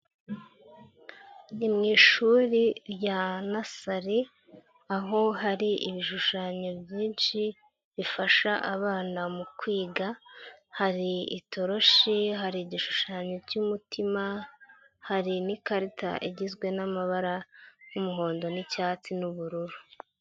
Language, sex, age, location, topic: Kinyarwanda, female, 18-24, Nyagatare, education